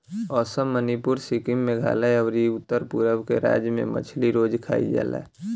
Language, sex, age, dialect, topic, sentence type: Bhojpuri, male, 18-24, Southern / Standard, agriculture, statement